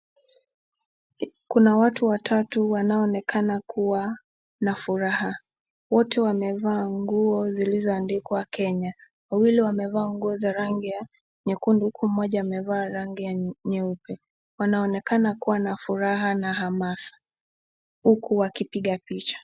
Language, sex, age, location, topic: Swahili, female, 18-24, Nakuru, government